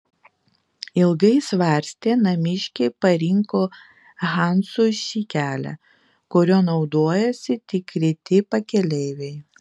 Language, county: Lithuanian, Vilnius